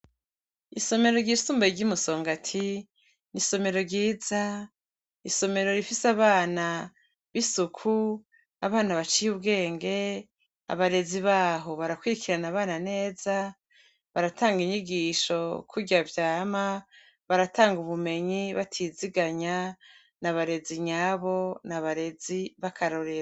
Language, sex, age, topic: Rundi, female, 36-49, education